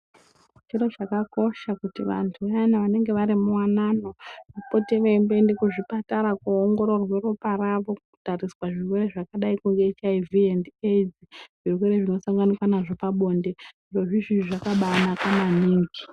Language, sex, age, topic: Ndau, female, 18-24, health